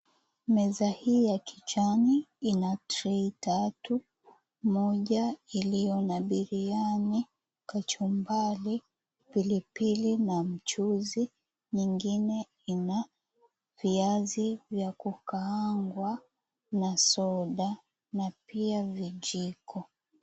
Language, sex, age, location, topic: Swahili, female, 18-24, Mombasa, agriculture